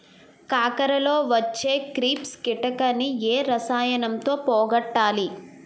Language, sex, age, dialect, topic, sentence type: Telugu, male, 18-24, Utterandhra, agriculture, question